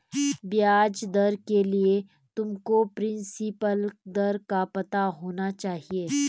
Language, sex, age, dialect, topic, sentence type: Hindi, female, 25-30, Garhwali, banking, statement